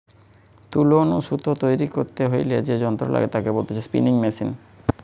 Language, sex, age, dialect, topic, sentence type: Bengali, male, 25-30, Western, agriculture, statement